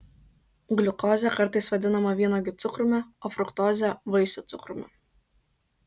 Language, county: Lithuanian, Kaunas